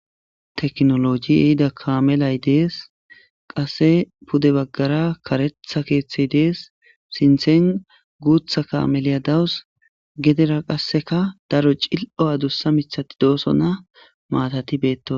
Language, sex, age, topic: Gamo, male, 18-24, agriculture